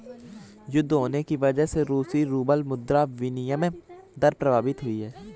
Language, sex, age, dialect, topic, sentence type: Hindi, male, 18-24, Awadhi Bundeli, banking, statement